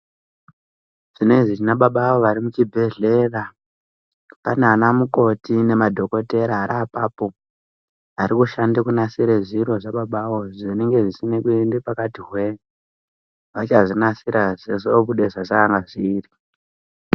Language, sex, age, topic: Ndau, male, 18-24, health